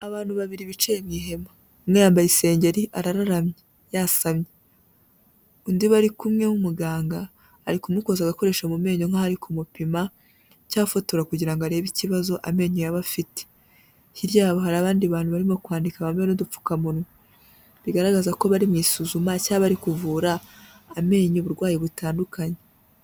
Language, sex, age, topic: Kinyarwanda, female, 18-24, health